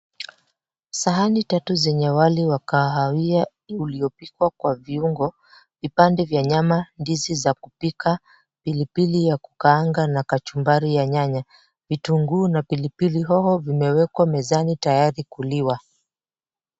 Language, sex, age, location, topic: Swahili, female, 25-35, Mombasa, agriculture